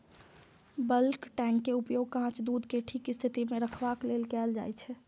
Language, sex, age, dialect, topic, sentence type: Maithili, female, 25-30, Eastern / Thethi, agriculture, statement